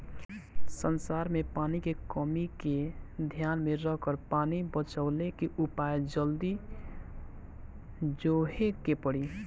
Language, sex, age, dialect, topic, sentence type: Bhojpuri, male, 18-24, Northern, agriculture, statement